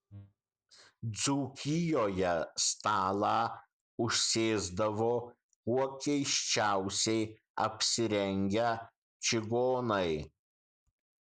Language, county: Lithuanian, Kaunas